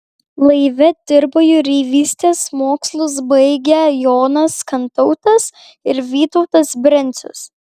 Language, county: Lithuanian, Kaunas